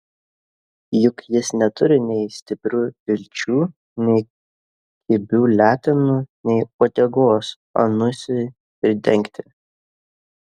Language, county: Lithuanian, Kaunas